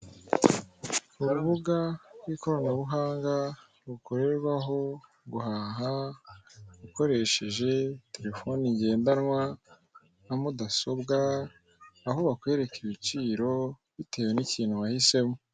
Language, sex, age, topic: Kinyarwanda, male, 18-24, finance